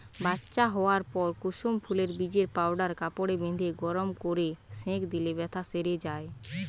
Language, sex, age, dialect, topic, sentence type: Bengali, female, 18-24, Western, agriculture, statement